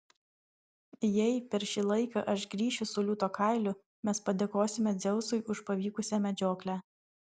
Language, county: Lithuanian, Vilnius